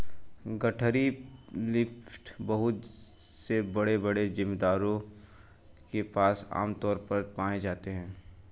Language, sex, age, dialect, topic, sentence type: Hindi, male, 25-30, Hindustani Malvi Khadi Boli, agriculture, statement